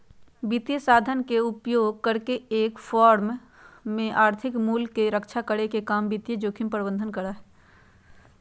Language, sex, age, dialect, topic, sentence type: Magahi, female, 46-50, Western, banking, statement